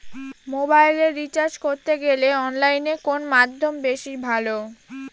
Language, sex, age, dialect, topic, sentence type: Bengali, female, 18-24, Northern/Varendri, banking, question